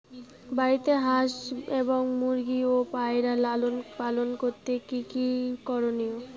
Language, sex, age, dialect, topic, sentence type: Bengali, female, 18-24, Rajbangshi, agriculture, question